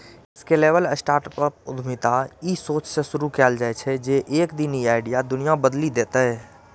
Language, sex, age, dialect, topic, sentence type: Maithili, male, 25-30, Eastern / Thethi, banking, statement